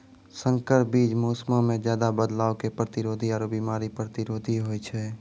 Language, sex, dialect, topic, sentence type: Maithili, male, Angika, agriculture, statement